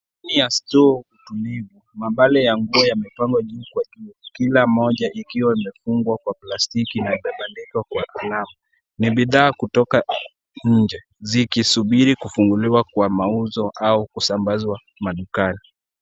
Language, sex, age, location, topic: Swahili, male, 18-24, Kisumu, finance